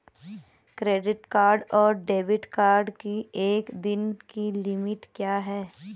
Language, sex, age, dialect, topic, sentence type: Hindi, female, 31-35, Garhwali, banking, question